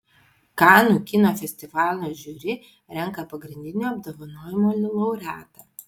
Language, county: Lithuanian, Vilnius